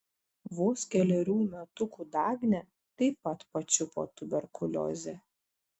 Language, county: Lithuanian, Šiauliai